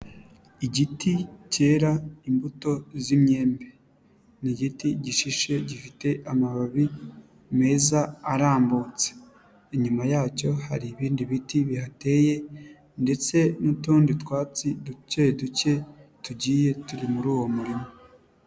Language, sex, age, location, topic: Kinyarwanda, male, 18-24, Nyagatare, agriculture